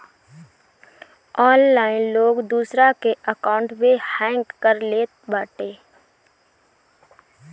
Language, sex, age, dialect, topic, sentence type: Bhojpuri, female, 25-30, Northern, banking, statement